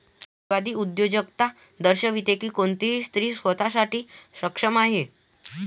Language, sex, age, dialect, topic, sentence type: Marathi, male, 18-24, Varhadi, banking, statement